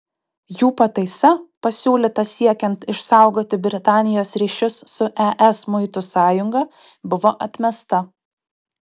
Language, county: Lithuanian, Kaunas